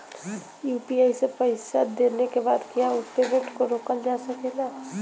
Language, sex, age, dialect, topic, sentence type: Bhojpuri, female, 18-24, Northern, banking, question